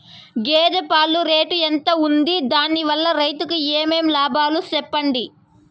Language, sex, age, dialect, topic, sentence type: Telugu, female, 25-30, Southern, agriculture, question